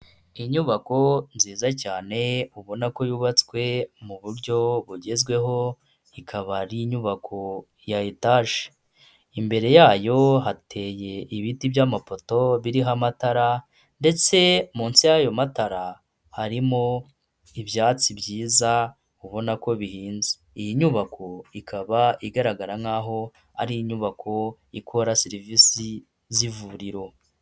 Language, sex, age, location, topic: Kinyarwanda, female, 25-35, Huye, health